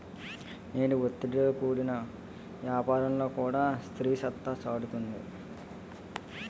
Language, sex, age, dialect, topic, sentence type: Telugu, male, 18-24, Utterandhra, banking, statement